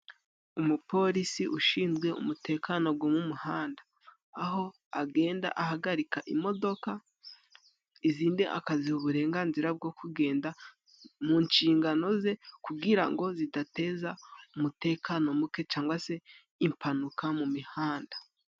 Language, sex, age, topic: Kinyarwanda, male, 18-24, government